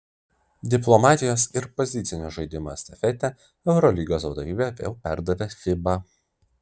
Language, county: Lithuanian, Vilnius